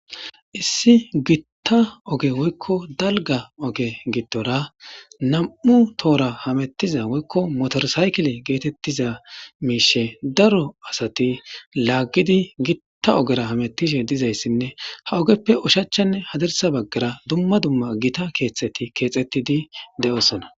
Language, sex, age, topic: Gamo, male, 18-24, government